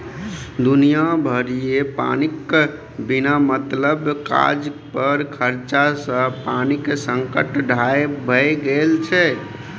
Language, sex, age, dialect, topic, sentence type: Maithili, male, 25-30, Bajjika, agriculture, statement